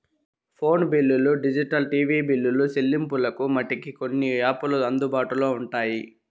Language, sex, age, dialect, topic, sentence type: Telugu, male, 51-55, Southern, banking, statement